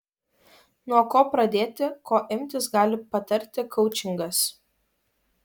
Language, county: Lithuanian, Kaunas